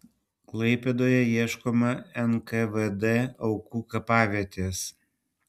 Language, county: Lithuanian, Panevėžys